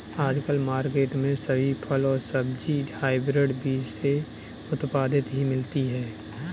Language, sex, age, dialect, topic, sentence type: Hindi, male, 25-30, Kanauji Braj Bhasha, agriculture, statement